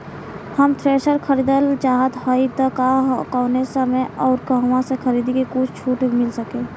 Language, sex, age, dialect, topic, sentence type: Bhojpuri, female, 18-24, Western, agriculture, question